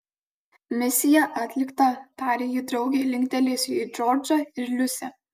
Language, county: Lithuanian, Kaunas